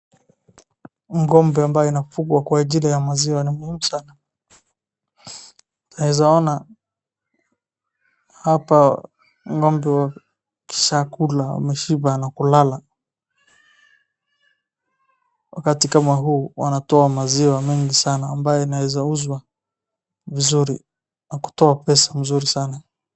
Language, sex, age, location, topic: Swahili, male, 25-35, Wajir, agriculture